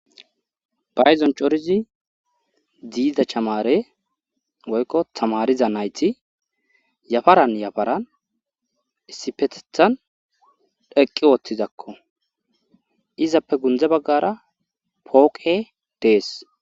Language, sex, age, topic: Gamo, male, 18-24, government